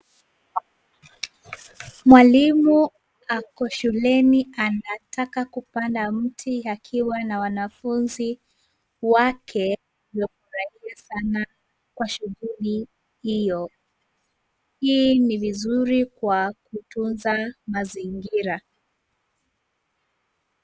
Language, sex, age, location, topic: Swahili, female, 18-24, Nairobi, government